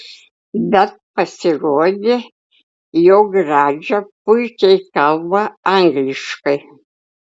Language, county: Lithuanian, Klaipėda